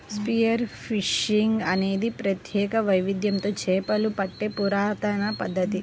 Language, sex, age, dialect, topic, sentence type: Telugu, female, 25-30, Central/Coastal, agriculture, statement